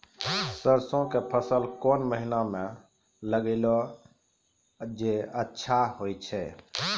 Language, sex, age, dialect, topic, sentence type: Maithili, male, 25-30, Angika, agriculture, question